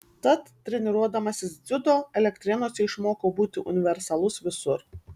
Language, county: Lithuanian, Vilnius